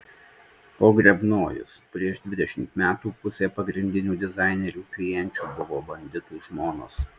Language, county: Lithuanian, Tauragė